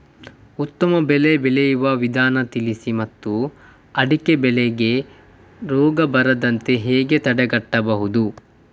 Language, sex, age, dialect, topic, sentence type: Kannada, male, 18-24, Coastal/Dakshin, agriculture, question